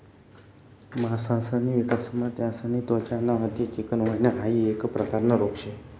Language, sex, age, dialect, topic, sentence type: Marathi, male, 25-30, Northern Konkan, agriculture, statement